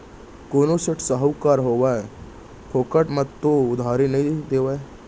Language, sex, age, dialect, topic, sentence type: Chhattisgarhi, male, 60-100, Central, banking, statement